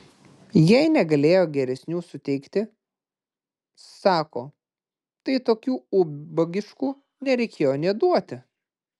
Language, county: Lithuanian, Klaipėda